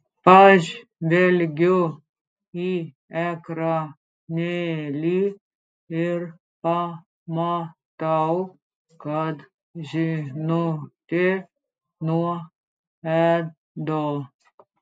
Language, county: Lithuanian, Klaipėda